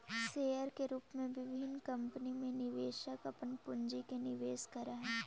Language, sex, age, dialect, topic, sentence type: Magahi, female, 18-24, Central/Standard, banking, statement